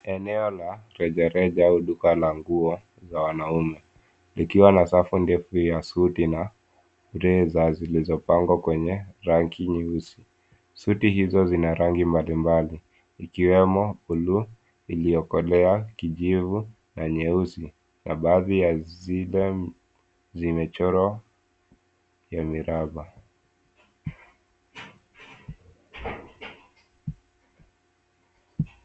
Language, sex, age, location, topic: Swahili, male, 18-24, Nairobi, finance